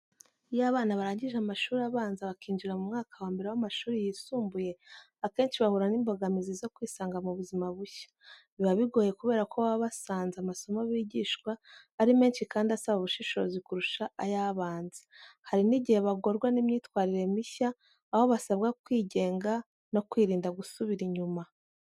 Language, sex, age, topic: Kinyarwanda, female, 25-35, education